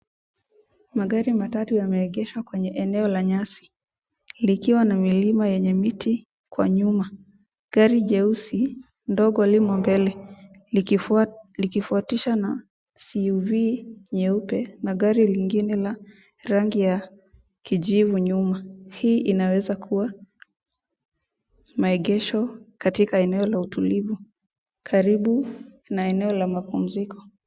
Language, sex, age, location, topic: Swahili, female, 18-24, Nakuru, finance